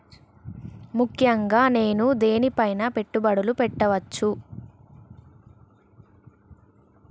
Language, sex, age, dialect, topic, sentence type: Telugu, male, 56-60, Telangana, banking, question